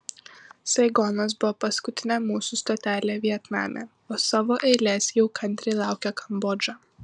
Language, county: Lithuanian, Panevėžys